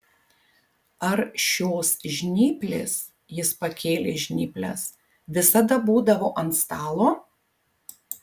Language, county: Lithuanian, Kaunas